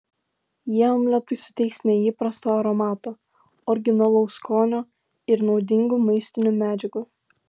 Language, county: Lithuanian, Klaipėda